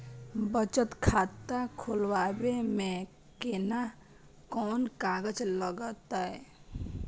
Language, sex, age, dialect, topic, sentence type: Maithili, female, 18-24, Bajjika, banking, question